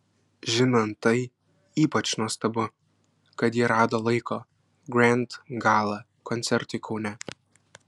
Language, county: Lithuanian, Klaipėda